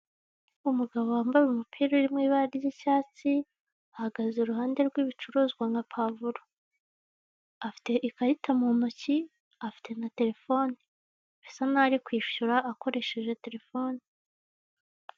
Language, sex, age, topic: Kinyarwanda, female, 18-24, finance